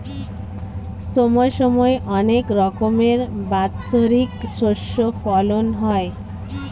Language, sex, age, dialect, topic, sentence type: Bengali, female, 25-30, Standard Colloquial, agriculture, statement